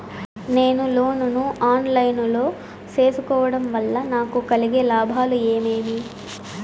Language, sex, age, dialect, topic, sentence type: Telugu, female, 18-24, Southern, banking, question